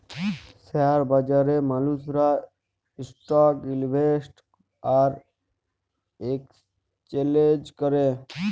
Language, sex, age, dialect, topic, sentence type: Bengali, male, 31-35, Jharkhandi, banking, statement